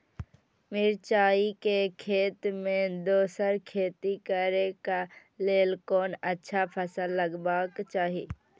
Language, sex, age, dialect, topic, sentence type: Maithili, female, 18-24, Eastern / Thethi, agriculture, question